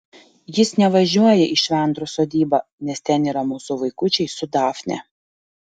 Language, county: Lithuanian, Panevėžys